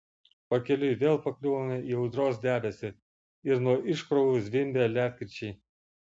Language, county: Lithuanian, Vilnius